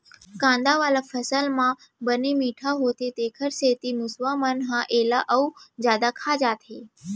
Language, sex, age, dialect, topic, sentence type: Chhattisgarhi, female, 18-24, Central, agriculture, statement